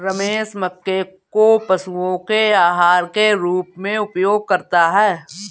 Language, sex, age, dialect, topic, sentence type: Hindi, female, 41-45, Kanauji Braj Bhasha, agriculture, statement